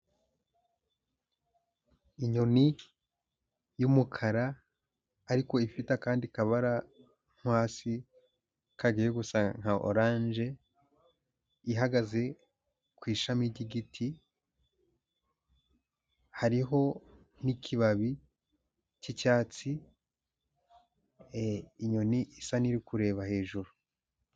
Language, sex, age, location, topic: Kinyarwanda, male, 18-24, Huye, agriculture